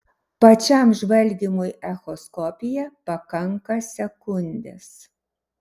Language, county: Lithuanian, Šiauliai